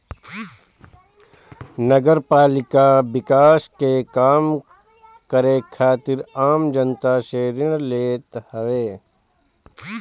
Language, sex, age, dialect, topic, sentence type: Bhojpuri, male, 25-30, Northern, banking, statement